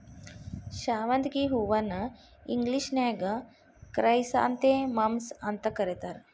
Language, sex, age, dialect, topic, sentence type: Kannada, female, 41-45, Dharwad Kannada, agriculture, statement